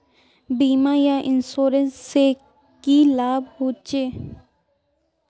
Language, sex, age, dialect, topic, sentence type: Magahi, female, 36-40, Northeastern/Surjapuri, banking, question